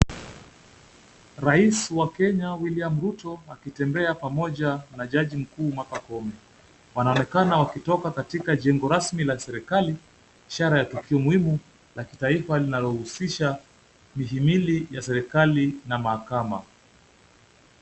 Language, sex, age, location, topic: Swahili, male, 25-35, Kisumu, government